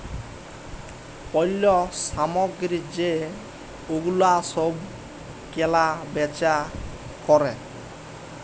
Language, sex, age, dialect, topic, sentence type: Bengali, male, 18-24, Jharkhandi, banking, statement